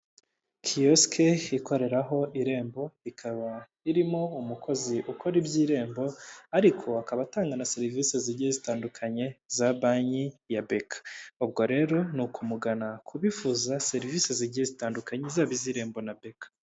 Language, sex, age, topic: Kinyarwanda, male, 18-24, government